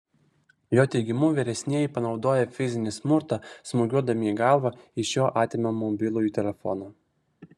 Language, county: Lithuanian, Vilnius